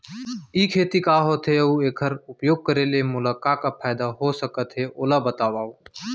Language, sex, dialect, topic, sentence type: Chhattisgarhi, male, Central, agriculture, question